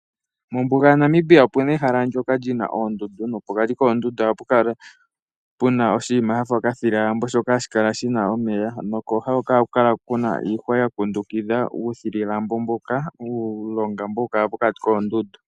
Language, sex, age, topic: Oshiwambo, female, 18-24, agriculture